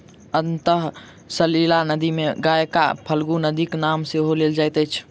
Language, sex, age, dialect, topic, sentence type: Maithili, male, 18-24, Southern/Standard, agriculture, statement